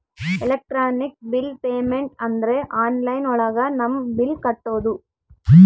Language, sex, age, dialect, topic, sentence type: Kannada, female, 18-24, Central, banking, statement